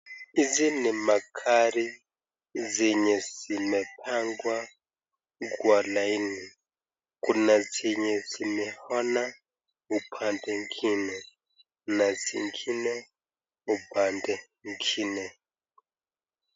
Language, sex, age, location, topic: Swahili, male, 25-35, Nakuru, finance